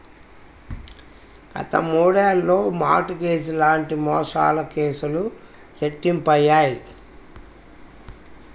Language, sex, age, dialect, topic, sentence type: Telugu, female, 18-24, Central/Coastal, banking, statement